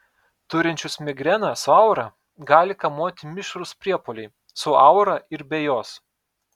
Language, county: Lithuanian, Telšiai